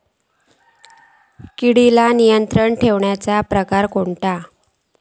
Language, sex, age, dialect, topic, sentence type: Marathi, female, 41-45, Southern Konkan, agriculture, question